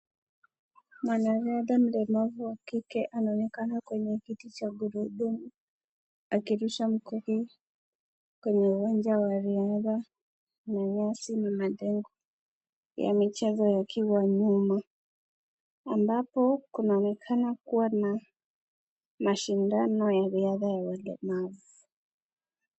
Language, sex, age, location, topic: Swahili, female, 18-24, Kisii, education